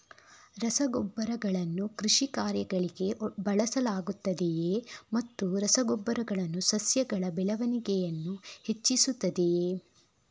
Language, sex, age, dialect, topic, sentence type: Kannada, female, 36-40, Coastal/Dakshin, agriculture, question